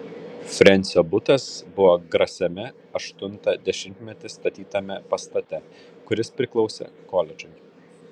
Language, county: Lithuanian, Kaunas